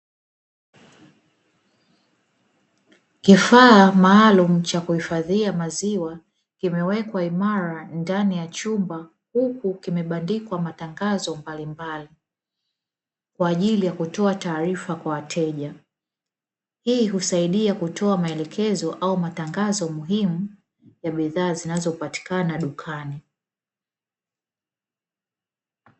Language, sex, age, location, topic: Swahili, female, 25-35, Dar es Salaam, finance